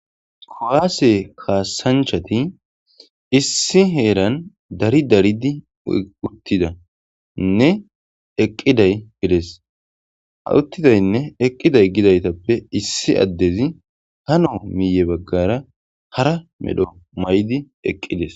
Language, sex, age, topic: Gamo, male, 18-24, government